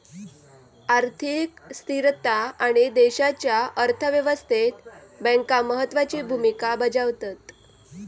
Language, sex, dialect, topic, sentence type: Marathi, female, Southern Konkan, banking, statement